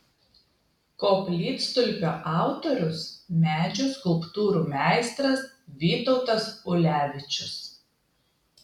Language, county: Lithuanian, Klaipėda